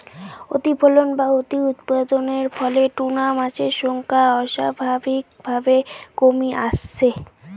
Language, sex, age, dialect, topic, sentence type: Bengali, female, <18, Rajbangshi, agriculture, statement